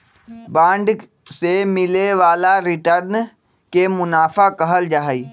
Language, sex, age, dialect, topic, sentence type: Magahi, male, 18-24, Western, banking, statement